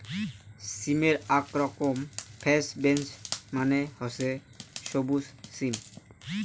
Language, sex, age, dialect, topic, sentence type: Bengali, male, 18-24, Rajbangshi, agriculture, statement